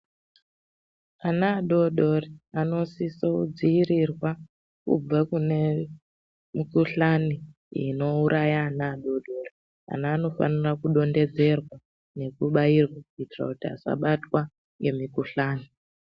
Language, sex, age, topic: Ndau, female, 18-24, health